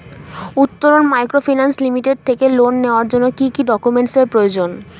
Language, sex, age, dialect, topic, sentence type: Bengali, female, 18-24, Standard Colloquial, banking, question